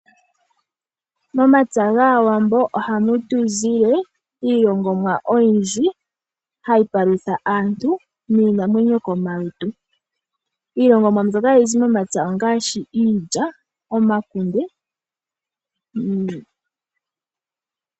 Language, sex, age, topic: Oshiwambo, female, 18-24, agriculture